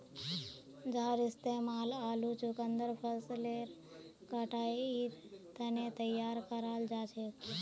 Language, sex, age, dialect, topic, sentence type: Magahi, female, 25-30, Northeastern/Surjapuri, agriculture, statement